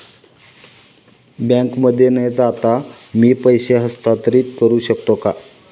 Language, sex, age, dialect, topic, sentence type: Marathi, male, 25-30, Standard Marathi, banking, question